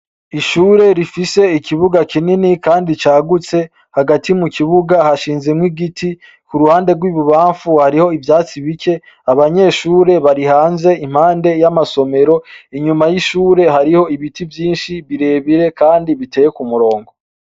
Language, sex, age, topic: Rundi, male, 25-35, education